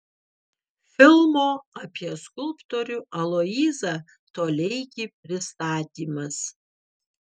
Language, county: Lithuanian, Vilnius